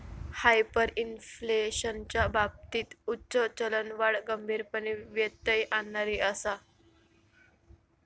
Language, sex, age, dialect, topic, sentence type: Marathi, female, 31-35, Southern Konkan, banking, statement